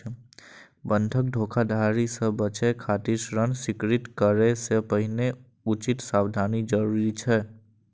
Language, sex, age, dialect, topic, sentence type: Maithili, male, 18-24, Eastern / Thethi, banking, statement